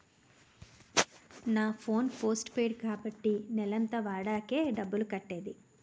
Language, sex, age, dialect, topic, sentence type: Telugu, female, 36-40, Utterandhra, banking, statement